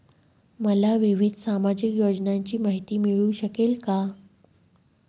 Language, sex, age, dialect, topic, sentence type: Marathi, female, 31-35, Northern Konkan, banking, question